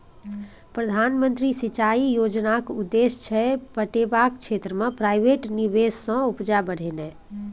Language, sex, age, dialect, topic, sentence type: Maithili, female, 18-24, Bajjika, agriculture, statement